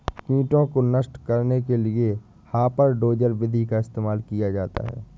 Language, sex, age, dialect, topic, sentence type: Hindi, male, 18-24, Awadhi Bundeli, agriculture, statement